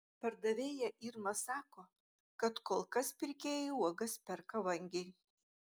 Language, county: Lithuanian, Utena